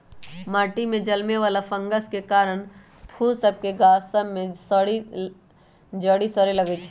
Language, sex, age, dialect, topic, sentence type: Magahi, male, 18-24, Western, agriculture, statement